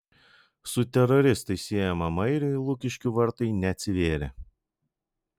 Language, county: Lithuanian, Vilnius